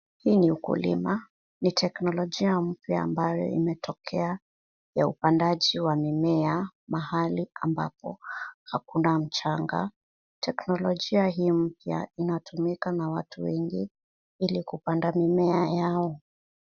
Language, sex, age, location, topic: Swahili, female, 25-35, Nairobi, agriculture